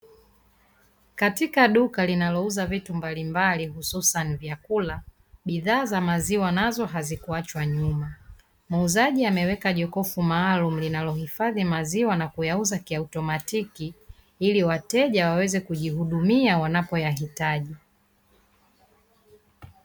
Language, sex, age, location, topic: Swahili, female, 36-49, Dar es Salaam, finance